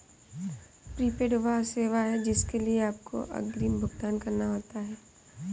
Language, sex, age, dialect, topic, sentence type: Hindi, female, 18-24, Marwari Dhudhari, banking, statement